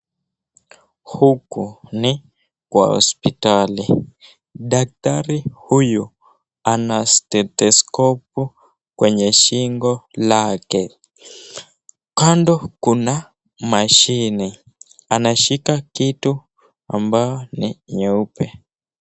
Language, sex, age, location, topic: Swahili, male, 18-24, Nakuru, health